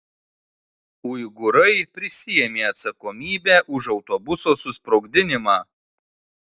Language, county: Lithuanian, Tauragė